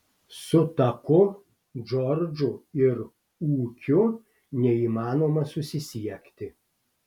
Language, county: Lithuanian, Klaipėda